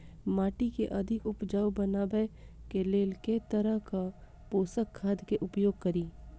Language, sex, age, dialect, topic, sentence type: Maithili, female, 25-30, Southern/Standard, agriculture, question